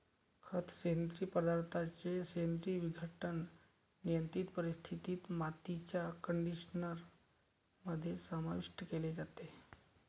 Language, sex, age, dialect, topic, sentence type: Marathi, male, 31-35, Varhadi, agriculture, statement